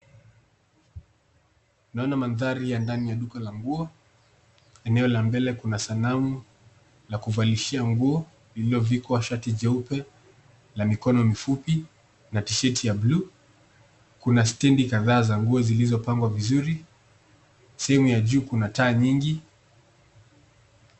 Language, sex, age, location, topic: Swahili, male, 18-24, Nairobi, finance